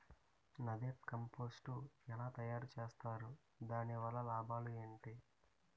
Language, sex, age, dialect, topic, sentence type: Telugu, male, 18-24, Utterandhra, agriculture, question